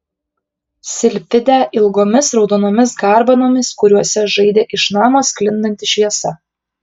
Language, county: Lithuanian, Kaunas